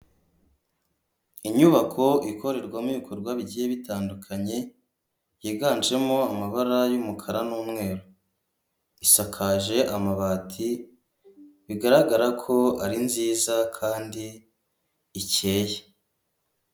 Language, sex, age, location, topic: Kinyarwanda, female, 36-49, Huye, health